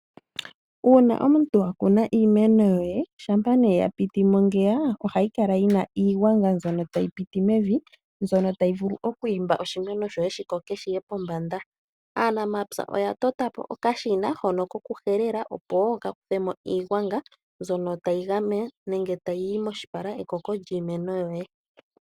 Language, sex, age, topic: Oshiwambo, female, 18-24, agriculture